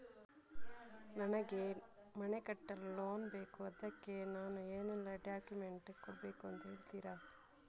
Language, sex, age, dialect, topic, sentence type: Kannada, female, 41-45, Coastal/Dakshin, banking, question